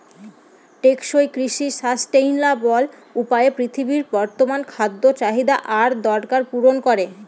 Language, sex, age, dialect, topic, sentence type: Bengali, female, 18-24, Northern/Varendri, agriculture, statement